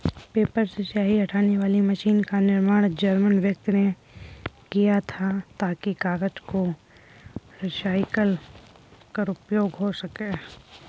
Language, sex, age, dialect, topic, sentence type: Hindi, female, 18-24, Kanauji Braj Bhasha, agriculture, statement